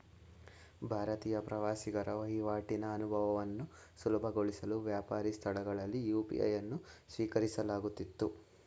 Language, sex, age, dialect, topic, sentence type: Kannada, male, 18-24, Mysore Kannada, banking, statement